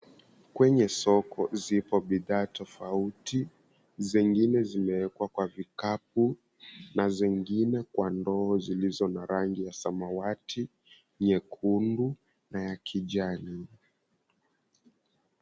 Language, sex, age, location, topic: Swahili, male, 18-24, Mombasa, agriculture